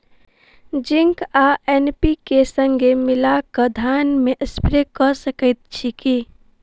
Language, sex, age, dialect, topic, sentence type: Maithili, female, 18-24, Southern/Standard, agriculture, question